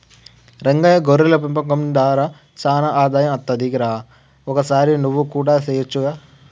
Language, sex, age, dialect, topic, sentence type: Telugu, male, 18-24, Telangana, agriculture, statement